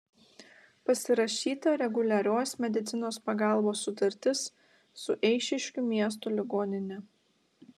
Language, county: Lithuanian, Klaipėda